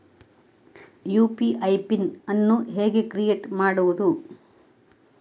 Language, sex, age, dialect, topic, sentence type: Kannada, female, 25-30, Coastal/Dakshin, banking, question